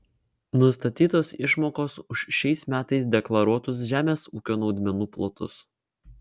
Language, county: Lithuanian, Vilnius